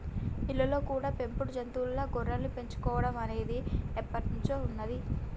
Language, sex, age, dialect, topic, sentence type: Telugu, female, 18-24, Telangana, agriculture, statement